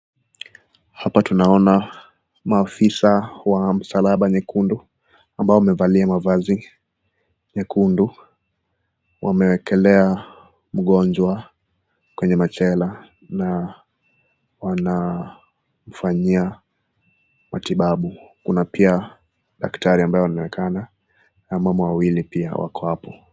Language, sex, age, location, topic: Swahili, male, 18-24, Nakuru, health